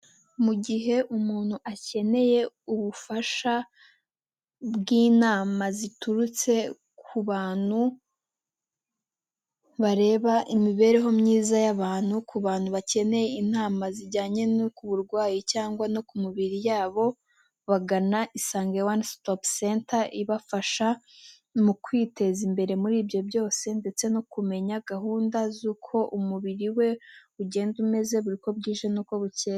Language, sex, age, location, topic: Kinyarwanda, female, 18-24, Nyagatare, health